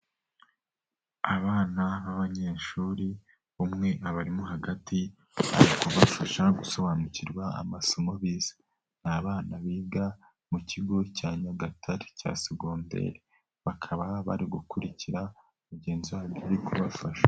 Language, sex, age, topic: Kinyarwanda, male, 18-24, education